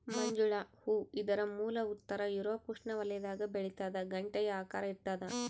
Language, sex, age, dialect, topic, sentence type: Kannada, female, 31-35, Central, agriculture, statement